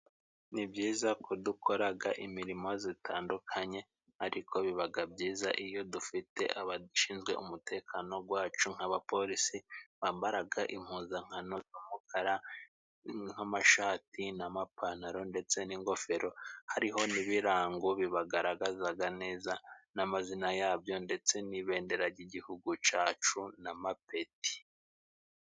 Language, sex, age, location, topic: Kinyarwanda, male, 25-35, Musanze, government